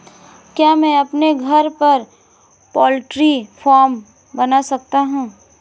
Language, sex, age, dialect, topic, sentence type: Hindi, female, 25-30, Marwari Dhudhari, agriculture, question